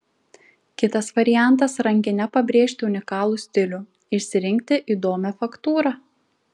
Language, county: Lithuanian, Šiauliai